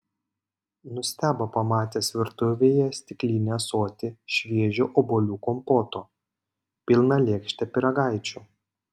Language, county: Lithuanian, Panevėžys